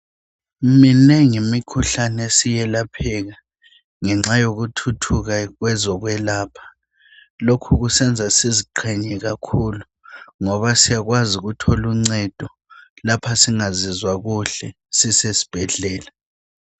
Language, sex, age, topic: North Ndebele, female, 25-35, health